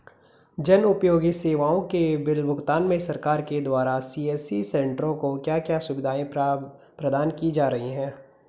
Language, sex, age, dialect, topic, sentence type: Hindi, male, 18-24, Garhwali, banking, question